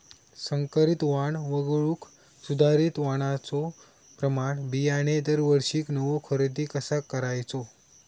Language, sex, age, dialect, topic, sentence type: Marathi, male, 25-30, Southern Konkan, agriculture, question